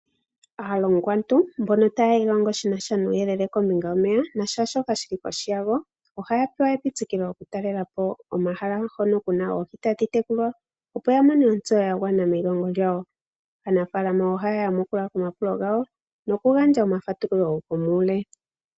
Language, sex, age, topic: Oshiwambo, female, 25-35, agriculture